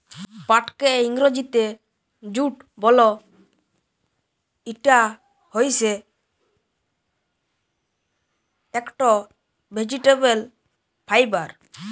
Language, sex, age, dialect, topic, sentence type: Bengali, male, 18-24, Jharkhandi, agriculture, statement